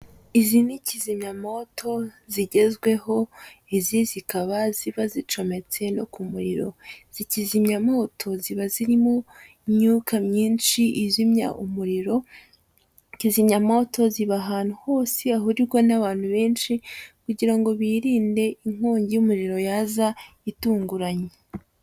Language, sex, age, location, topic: Kinyarwanda, female, 18-24, Huye, health